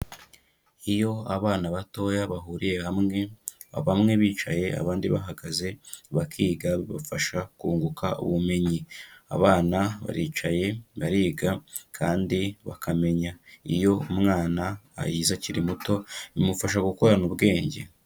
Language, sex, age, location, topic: Kinyarwanda, female, 25-35, Kigali, education